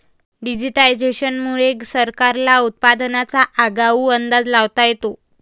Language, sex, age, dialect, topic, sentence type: Marathi, female, 18-24, Varhadi, agriculture, statement